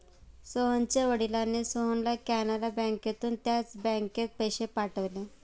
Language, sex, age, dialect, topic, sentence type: Marathi, female, 25-30, Standard Marathi, banking, statement